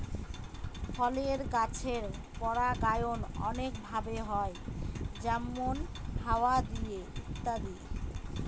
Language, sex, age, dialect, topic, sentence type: Bengali, female, 25-30, Northern/Varendri, agriculture, statement